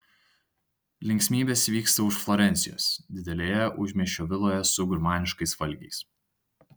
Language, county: Lithuanian, Tauragė